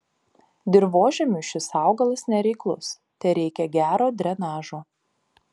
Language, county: Lithuanian, Panevėžys